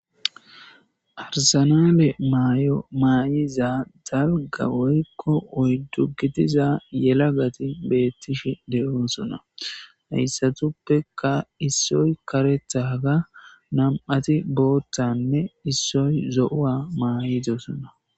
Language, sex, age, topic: Gamo, male, 18-24, government